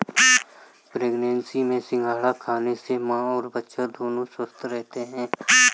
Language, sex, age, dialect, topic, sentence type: Hindi, female, 31-35, Marwari Dhudhari, agriculture, statement